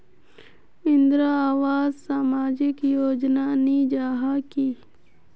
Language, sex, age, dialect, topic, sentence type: Magahi, female, 18-24, Northeastern/Surjapuri, banking, question